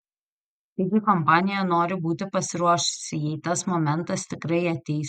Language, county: Lithuanian, Telšiai